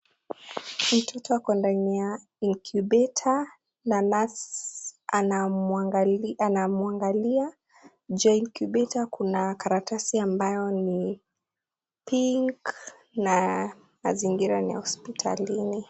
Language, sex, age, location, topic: Swahili, female, 18-24, Kisii, health